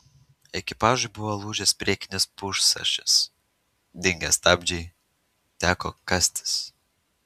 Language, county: Lithuanian, Utena